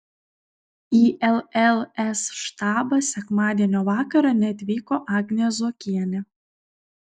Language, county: Lithuanian, Kaunas